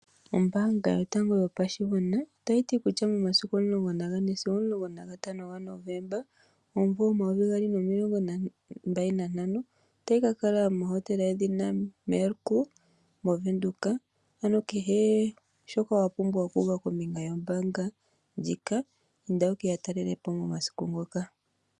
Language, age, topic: Oshiwambo, 25-35, finance